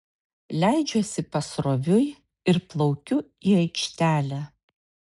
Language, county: Lithuanian, Šiauliai